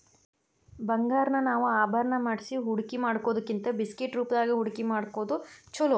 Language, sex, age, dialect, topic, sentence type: Kannada, female, 41-45, Dharwad Kannada, banking, statement